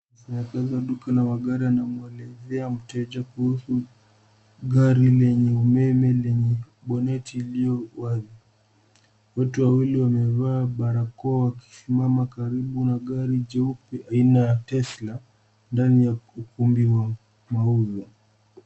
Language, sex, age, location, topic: Swahili, male, 25-35, Nairobi, finance